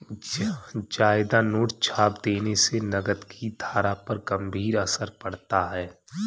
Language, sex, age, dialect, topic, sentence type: Hindi, male, 36-40, Marwari Dhudhari, banking, statement